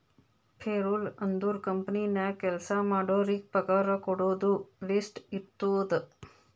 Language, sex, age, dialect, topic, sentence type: Kannada, female, 25-30, Northeastern, banking, statement